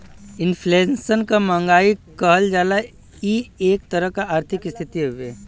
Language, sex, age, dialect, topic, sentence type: Bhojpuri, male, 25-30, Western, banking, statement